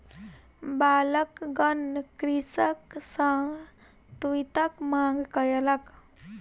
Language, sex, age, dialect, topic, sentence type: Maithili, female, 18-24, Southern/Standard, agriculture, statement